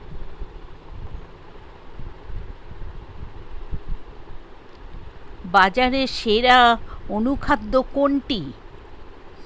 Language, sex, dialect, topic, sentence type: Bengali, female, Standard Colloquial, agriculture, question